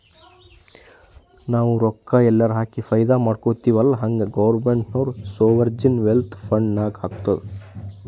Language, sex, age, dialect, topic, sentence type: Kannada, male, 25-30, Northeastern, banking, statement